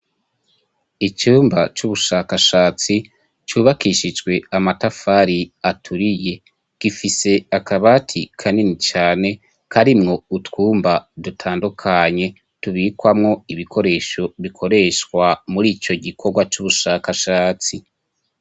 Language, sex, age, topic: Rundi, male, 25-35, education